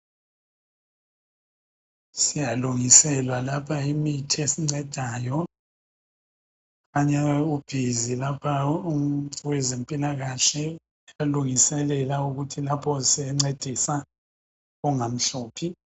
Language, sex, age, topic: North Ndebele, male, 50+, health